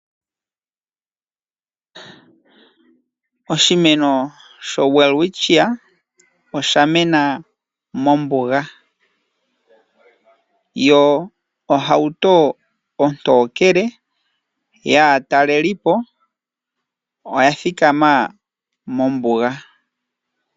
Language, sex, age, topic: Oshiwambo, male, 25-35, agriculture